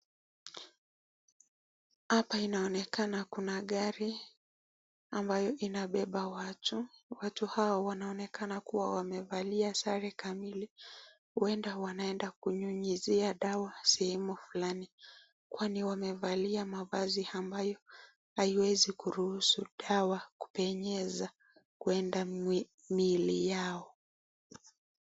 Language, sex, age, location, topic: Swahili, female, 25-35, Nakuru, health